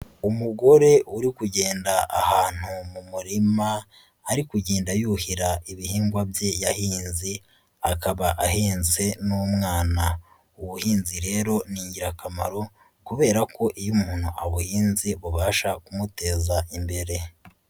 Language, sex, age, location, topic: Kinyarwanda, female, 36-49, Nyagatare, agriculture